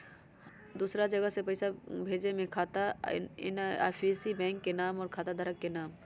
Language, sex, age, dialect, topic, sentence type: Magahi, female, 31-35, Western, banking, question